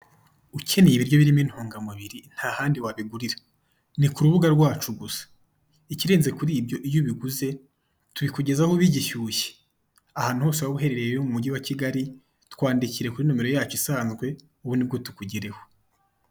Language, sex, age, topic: Kinyarwanda, male, 25-35, finance